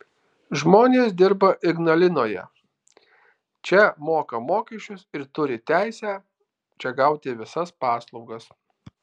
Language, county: Lithuanian, Alytus